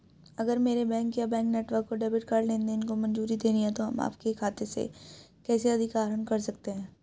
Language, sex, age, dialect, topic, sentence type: Hindi, female, 18-24, Hindustani Malvi Khadi Boli, banking, question